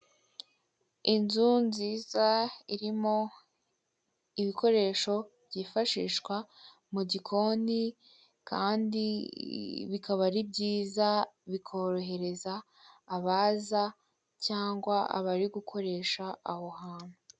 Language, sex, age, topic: Kinyarwanda, female, 18-24, finance